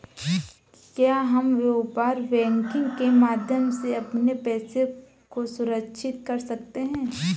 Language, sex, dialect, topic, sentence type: Hindi, female, Kanauji Braj Bhasha, banking, question